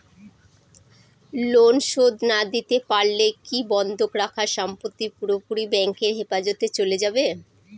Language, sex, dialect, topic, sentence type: Bengali, female, Northern/Varendri, banking, question